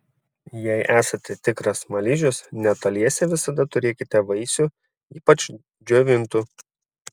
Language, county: Lithuanian, Šiauliai